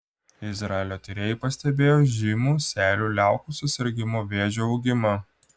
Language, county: Lithuanian, Klaipėda